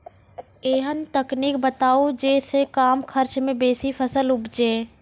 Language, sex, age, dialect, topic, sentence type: Maithili, female, 25-30, Angika, agriculture, question